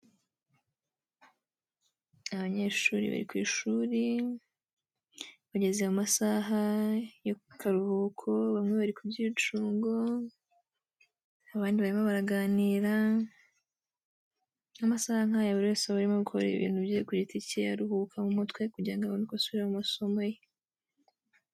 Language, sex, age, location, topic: Kinyarwanda, female, 18-24, Kigali, education